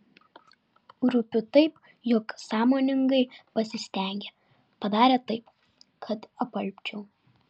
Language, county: Lithuanian, Vilnius